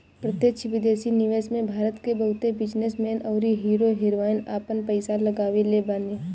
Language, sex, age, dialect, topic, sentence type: Bhojpuri, female, 18-24, Northern, banking, statement